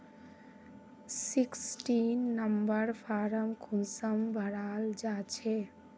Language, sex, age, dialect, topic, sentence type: Magahi, female, 25-30, Northeastern/Surjapuri, agriculture, question